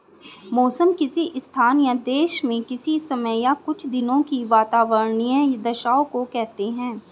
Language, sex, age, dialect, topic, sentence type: Hindi, female, 36-40, Hindustani Malvi Khadi Boli, agriculture, statement